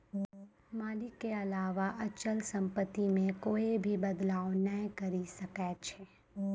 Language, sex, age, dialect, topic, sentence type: Maithili, female, 25-30, Angika, banking, statement